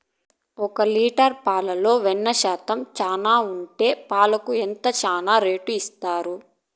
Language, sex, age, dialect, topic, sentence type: Telugu, female, 31-35, Southern, agriculture, question